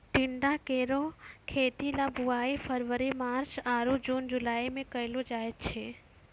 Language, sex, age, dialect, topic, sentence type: Maithili, female, 25-30, Angika, agriculture, statement